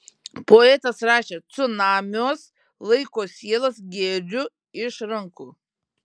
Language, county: Lithuanian, Šiauliai